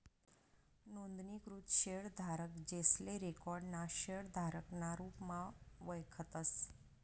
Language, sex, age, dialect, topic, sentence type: Marathi, female, 41-45, Northern Konkan, banking, statement